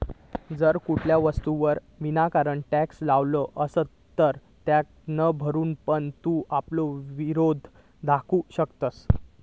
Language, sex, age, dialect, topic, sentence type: Marathi, male, 18-24, Southern Konkan, banking, statement